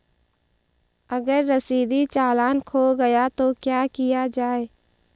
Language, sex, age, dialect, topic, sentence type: Hindi, female, 18-24, Hindustani Malvi Khadi Boli, banking, question